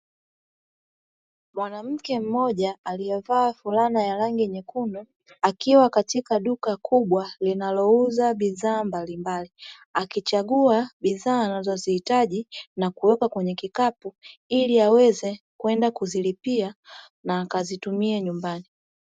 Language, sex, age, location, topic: Swahili, female, 25-35, Dar es Salaam, finance